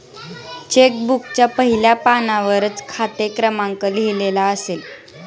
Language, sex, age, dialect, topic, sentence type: Marathi, male, 41-45, Standard Marathi, banking, statement